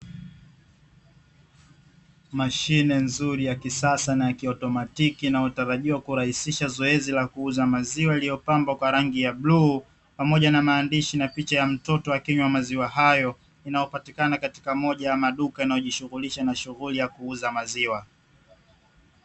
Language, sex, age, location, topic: Swahili, male, 18-24, Dar es Salaam, finance